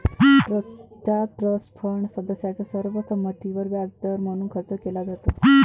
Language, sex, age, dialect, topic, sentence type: Marathi, female, 25-30, Varhadi, banking, statement